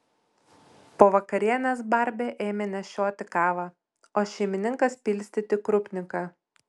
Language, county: Lithuanian, Utena